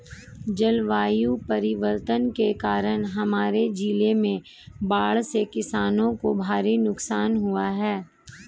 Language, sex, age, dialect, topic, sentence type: Hindi, female, 41-45, Hindustani Malvi Khadi Boli, agriculture, statement